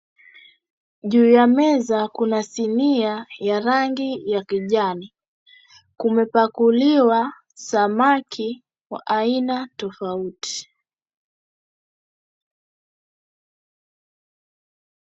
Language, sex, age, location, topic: Swahili, female, 36-49, Mombasa, agriculture